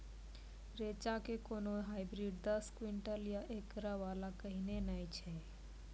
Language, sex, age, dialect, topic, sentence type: Maithili, female, 18-24, Angika, agriculture, question